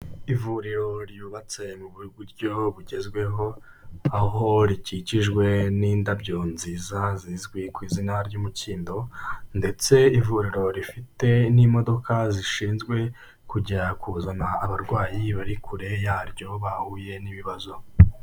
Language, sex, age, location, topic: Kinyarwanda, male, 18-24, Kigali, health